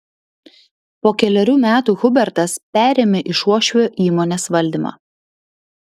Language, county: Lithuanian, Vilnius